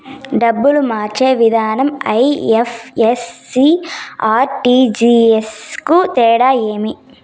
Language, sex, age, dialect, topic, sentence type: Telugu, female, 18-24, Southern, banking, question